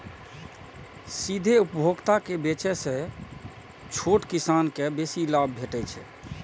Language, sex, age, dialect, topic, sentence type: Maithili, male, 46-50, Eastern / Thethi, agriculture, statement